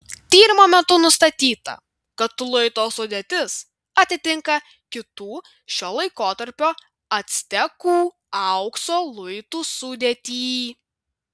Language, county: Lithuanian, Vilnius